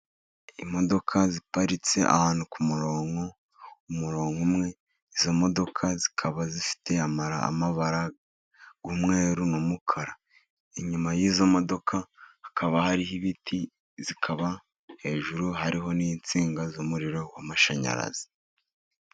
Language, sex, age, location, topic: Kinyarwanda, male, 36-49, Musanze, government